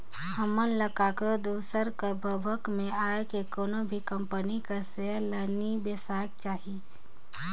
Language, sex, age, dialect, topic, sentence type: Chhattisgarhi, female, 18-24, Northern/Bhandar, banking, statement